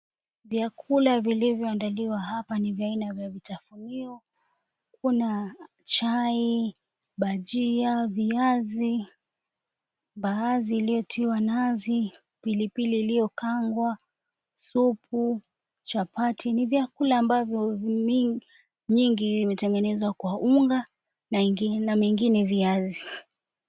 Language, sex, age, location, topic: Swahili, female, 25-35, Mombasa, agriculture